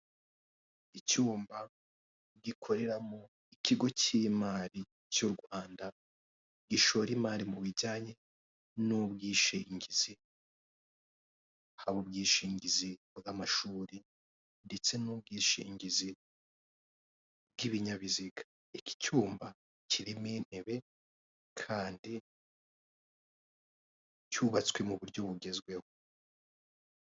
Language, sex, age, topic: Kinyarwanda, male, 18-24, finance